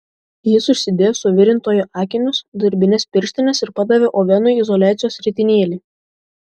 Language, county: Lithuanian, Šiauliai